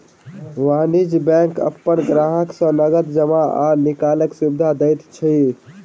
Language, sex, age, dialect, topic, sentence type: Maithili, male, 18-24, Southern/Standard, banking, statement